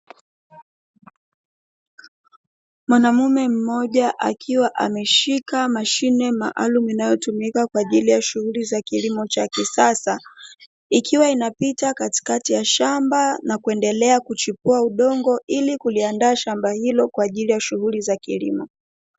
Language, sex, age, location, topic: Swahili, female, 25-35, Dar es Salaam, agriculture